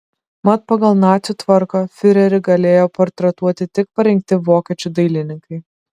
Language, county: Lithuanian, Šiauliai